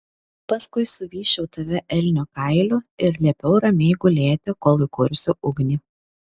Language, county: Lithuanian, Utena